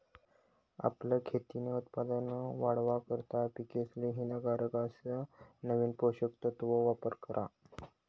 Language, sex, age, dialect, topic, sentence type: Marathi, male, 18-24, Northern Konkan, agriculture, statement